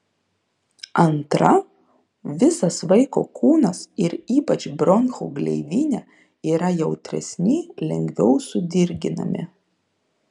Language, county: Lithuanian, Šiauliai